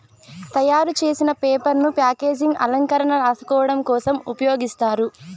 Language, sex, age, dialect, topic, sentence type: Telugu, female, 18-24, Southern, agriculture, statement